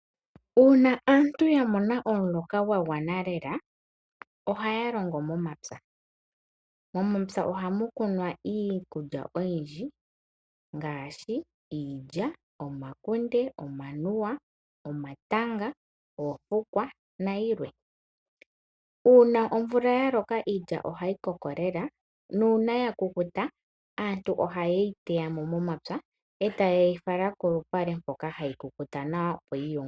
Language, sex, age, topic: Oshiwambo, female, 18-24, agriculture